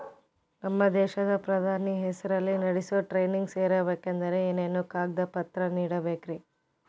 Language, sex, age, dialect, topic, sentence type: Kannada, female, 18-24, Central, banking, question